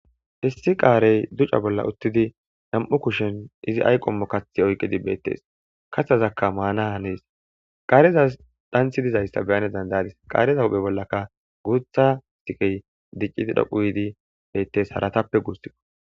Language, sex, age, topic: Gamo, male, 25-35, agriculture